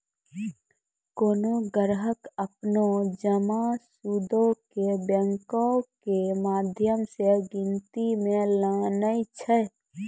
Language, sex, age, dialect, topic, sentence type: Maithili, female, 18-24, Angika, banking, statement